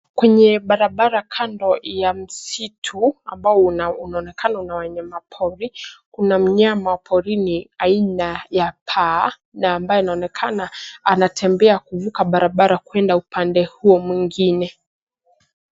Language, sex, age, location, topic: Swahili, female, 18-24, Nairobi, government